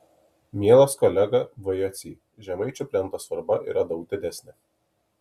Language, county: Lithuanian, Kaunas